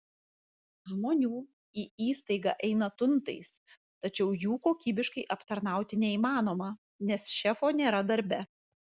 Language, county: Lithuanian, Vilnius